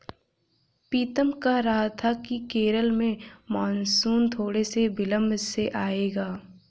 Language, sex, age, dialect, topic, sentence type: Hindi, female, 18-24, Hindustani Malvi Khadi Boli, agriculture, statement